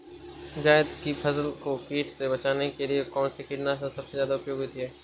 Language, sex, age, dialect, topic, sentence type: Hindi, male, 18-24, Awadhi Bundeli, agriculture, question